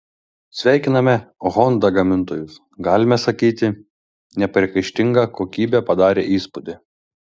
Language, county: Lithuanian, Šiauliai